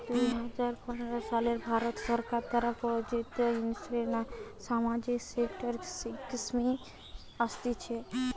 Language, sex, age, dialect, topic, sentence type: Bengali, female, 18-24, Western, banking, statement